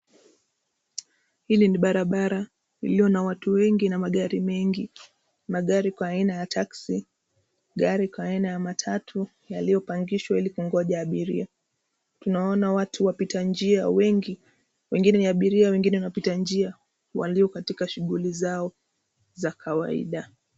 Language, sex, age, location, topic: Swahili, female, 25-35, Nairobi, government